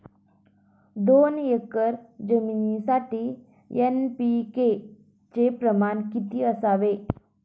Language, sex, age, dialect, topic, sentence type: Marathi, female, 18-24, Standard Marathi, agriculture, question